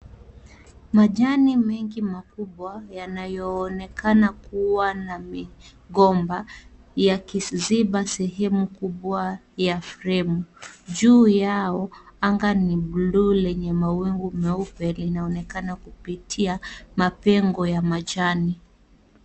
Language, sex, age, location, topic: Swahili, female, 18-24, Kisumu, agriculture